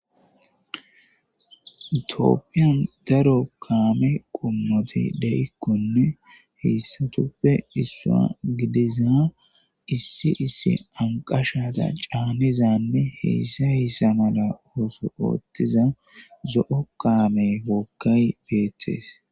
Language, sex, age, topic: Gamo, female, 18-24, government